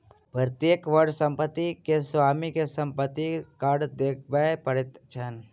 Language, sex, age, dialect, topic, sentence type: Maithili, male, 60-100, Southern/Standard, banking, statement